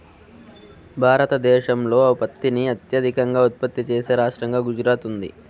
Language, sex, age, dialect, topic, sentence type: Telugu, male, 25-30, Southern, agriculture, statement